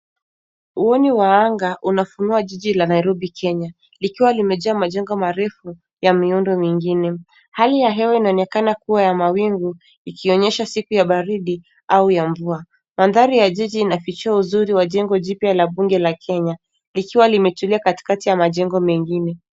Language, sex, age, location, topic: Swahili, female, 18-24, Nairobi, government